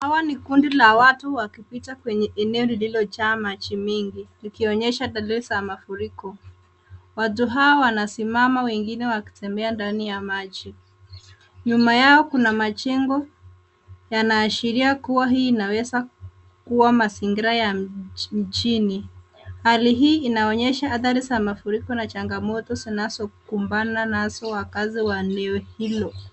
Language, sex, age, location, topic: Swahili, female, 18-24, Nairobi, health